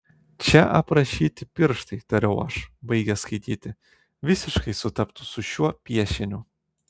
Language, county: Lithuanian, Telšiai